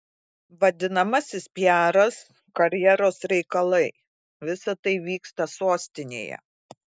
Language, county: Lithuanian, Klaipėda